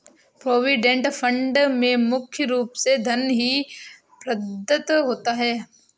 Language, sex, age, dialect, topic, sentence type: Hindi, female, 46-50, Awadhi Bundeli, banking, statement